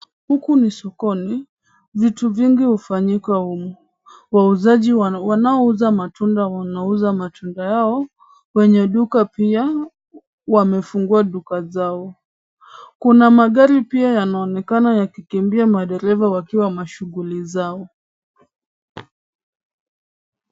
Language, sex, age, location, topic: Swahili, male, 18-24, Kisumu, finance